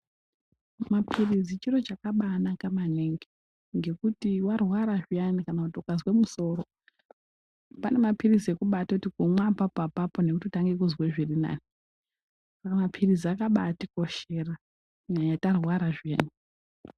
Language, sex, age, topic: Ndau, female, 18-24, health